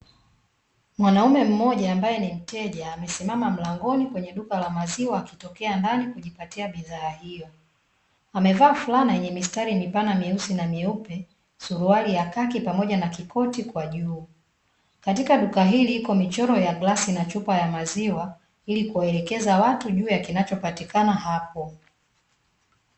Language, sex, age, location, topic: Swahili, female, 25-35, Dar es Salaam, finance